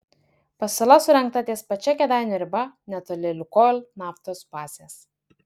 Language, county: Lithuanian, Vilnius